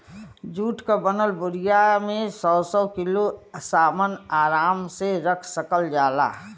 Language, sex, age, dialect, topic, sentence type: Bhojpuri, female, 60-100, Western, agriculture, statement